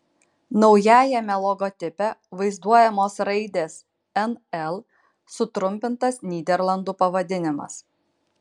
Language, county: Lithuanian, Kaunas